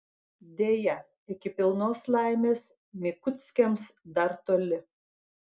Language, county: Lithuanian, Klaipėda